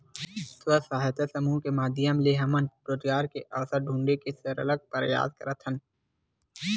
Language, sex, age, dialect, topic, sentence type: Chhattisgarhi, male, 60-100, Western/Budati/Khatahi, banking, statement